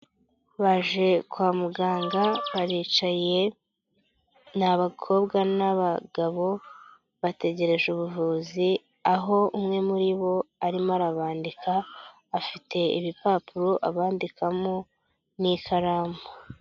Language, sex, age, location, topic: Kinyarwanda, male, 25-35, Nyagatare, health